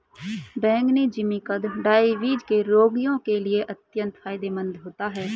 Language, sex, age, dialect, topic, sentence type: Hindi, male, 25-30, Hindustani Malvi Khadi Boli, agriculture, statement